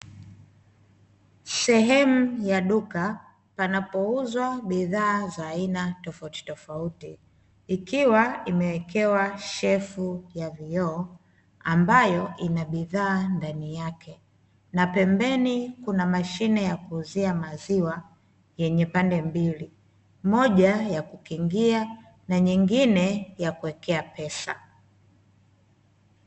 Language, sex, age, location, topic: Swahili, female, 25-35, Dar es Salaam, finance